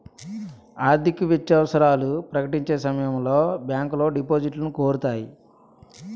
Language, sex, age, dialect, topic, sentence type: Telugu, male, 31-35, Utterandhra, banking, statement